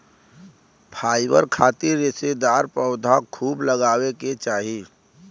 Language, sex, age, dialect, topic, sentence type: Bhojpuri, male, 25-30, Western, agriculture, statement